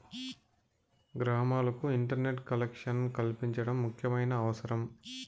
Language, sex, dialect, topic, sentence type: Telugu, male, Southern, banking, statement